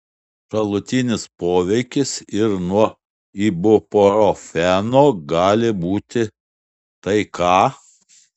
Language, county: Lithuanian, Šiauliai